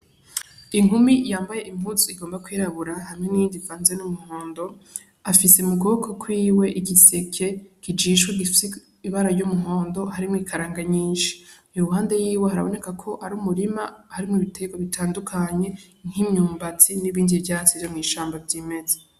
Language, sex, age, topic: Rundi, female, 18-24, agriculture